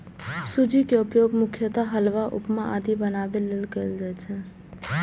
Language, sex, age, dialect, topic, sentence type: Maithili, female, 18-24, Eastern / Thethi, agriculture, statement